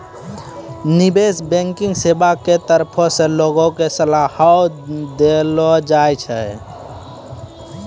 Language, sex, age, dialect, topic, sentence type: Maithili, male, 18-24, Angika, banking, statement